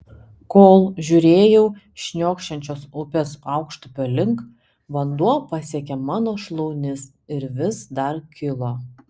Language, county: Lithuanian, Telšiai